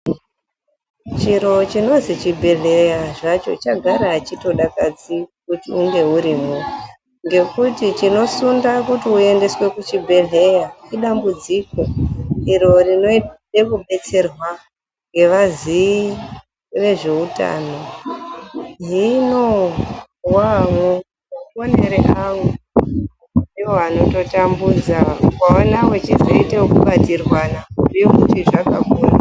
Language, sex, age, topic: Ndau, female, 36-49, health